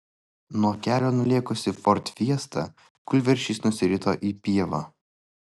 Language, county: Lithuanian, Vilnius